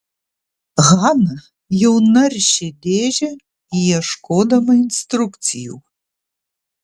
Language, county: Lithuanian, Kaunas